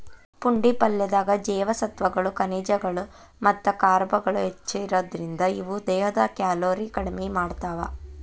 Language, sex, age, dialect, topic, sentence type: Kannada, female, 25-30, Dharwad Kannada, agriculture, statement